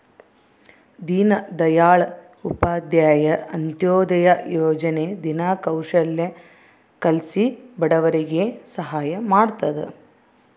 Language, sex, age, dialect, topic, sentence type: Kannada, female, 31-35, Central, banking, statement